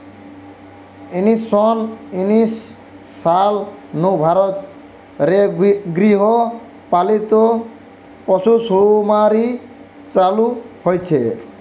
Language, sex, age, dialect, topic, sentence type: Bengali, male, 18-24, Western, agriculture, statement